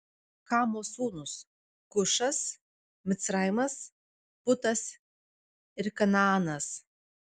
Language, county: Lithuanian, Vilnius